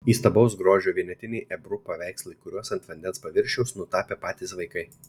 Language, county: Lithuanian, Šiauliai